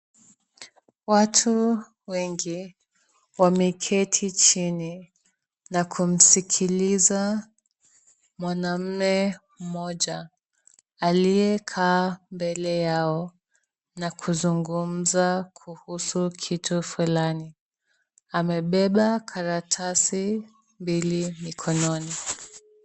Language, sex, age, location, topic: Swahili, female, 18-24, Kisumu, government